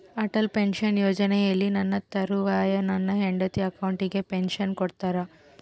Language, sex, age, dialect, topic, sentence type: Kannada, female, 36-40, Central, banking, question